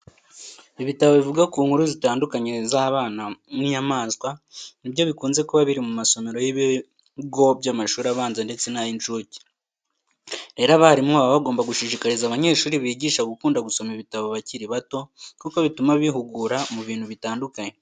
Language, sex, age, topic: Kinyarwanda, male, 18-24, education